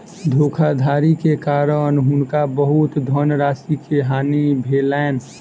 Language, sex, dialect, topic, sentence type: Maithili, male, Southern/Standard, banking, statement